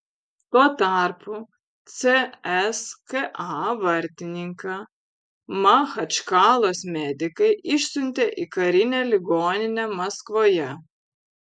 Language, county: Lithuanian, Vilnius